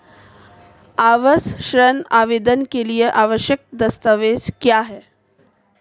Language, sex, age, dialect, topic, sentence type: Hindi, female, 25-30, Marwari Dhudhari, banking, question